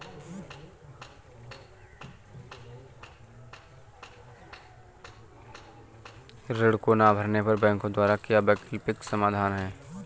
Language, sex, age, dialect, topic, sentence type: Hindi, male, 31-35, Awadhi Bundeli, banking, question